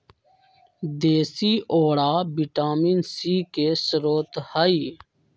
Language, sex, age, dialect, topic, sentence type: Magahi, male, 25-30, Western, agriculture, statement